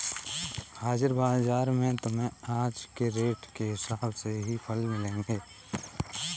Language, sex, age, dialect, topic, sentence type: Hindi, male, 18-24, Kanauji Braj Bhasha, banking, statement